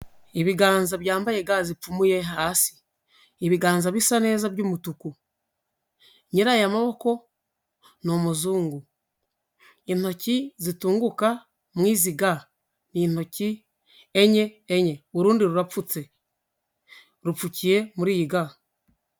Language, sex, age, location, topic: Kinyarwanda, male, 25-35, Huye, health